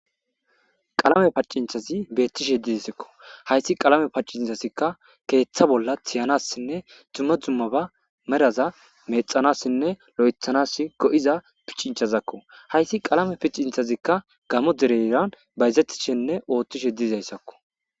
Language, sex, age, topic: Gamo, male, 25-35, government